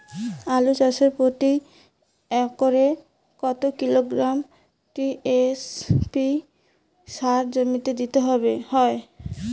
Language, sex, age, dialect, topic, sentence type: Bengali, female, 18-24, Rajbangshi, agriculture, question